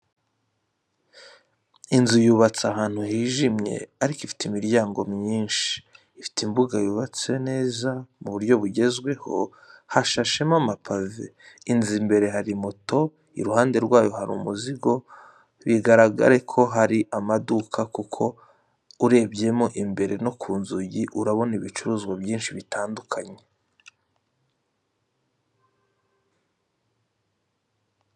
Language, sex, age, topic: Kinyarwanda, male, 25-35, education